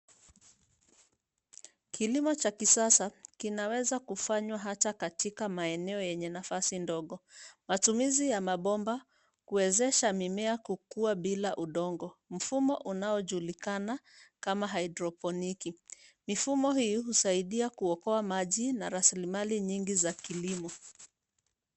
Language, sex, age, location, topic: Swahili, female, 25-35, Nairobi, agriculture